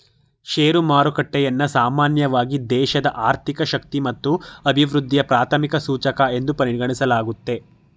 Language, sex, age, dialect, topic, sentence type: Kannada, male, 18-24, Mysore Kannada, banking, statement